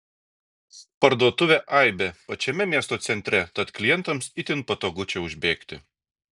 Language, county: Lithuanian, Šiauliai